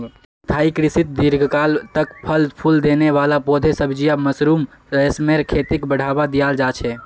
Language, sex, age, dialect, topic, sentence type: Magahi, female, 56-60, Northeastern/Surjapuri, agriculture, statement